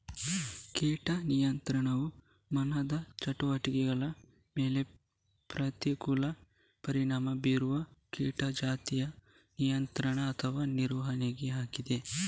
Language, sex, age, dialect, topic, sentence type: Kannada, male, 25-30, Coastal/Dakshin, agriculture, statement